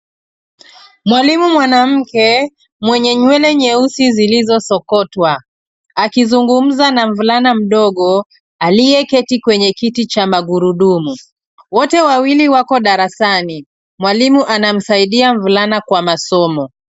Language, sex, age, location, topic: Swahili, female, 36-49, Nairobi, education